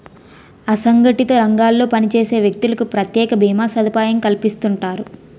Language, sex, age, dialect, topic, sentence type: Telugu, female, 18-24, Utterandhra, banking, statement